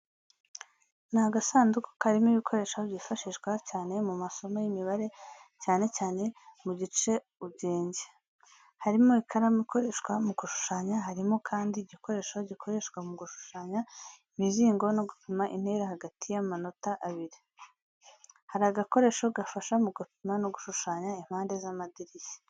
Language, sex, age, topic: Kinyarwanda, female, 18-24, education